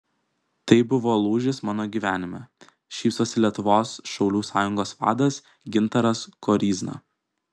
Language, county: Lithuanian, Kaunas